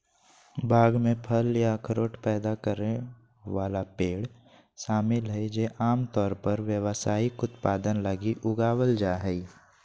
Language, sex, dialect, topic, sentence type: Magahi, male, Southern, agriculture, statement